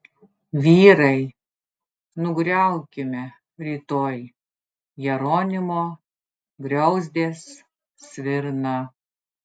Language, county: Lithuanian, Klaipėda